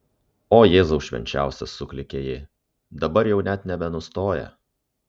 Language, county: Lithuanian, Kaunas